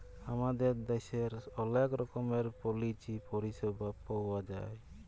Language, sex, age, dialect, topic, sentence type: Bengali, male, 31-35, Jharkhandi, agriculture, statement